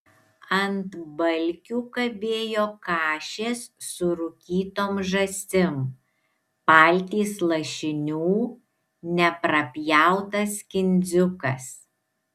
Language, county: Lithuanian, Šiauliai